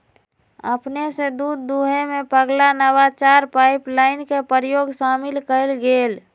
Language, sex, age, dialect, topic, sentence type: Magahi, female, 25-30, Western, agriculture, statement